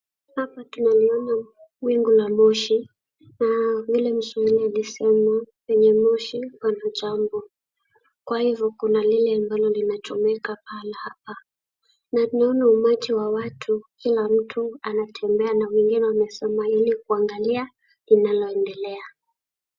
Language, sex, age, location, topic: Swahili, female, 18-24, Kisii, health